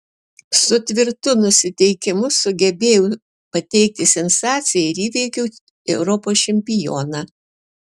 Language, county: Lithuanian, Alytus